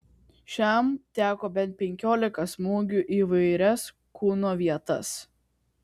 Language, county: Lithuanian, Kaunas